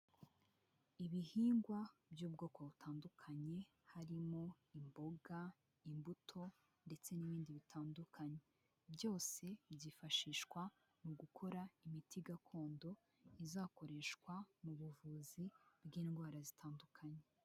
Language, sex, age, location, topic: Kinyarwanda, female, 18-24, Huye, health